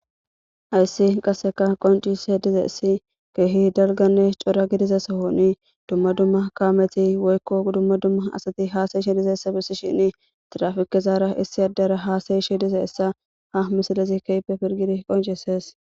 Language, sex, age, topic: Gamo, female, 25-35, government